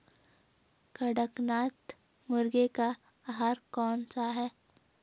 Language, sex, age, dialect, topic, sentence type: Hindi, female, 18-24, Garhwali, agriculture, question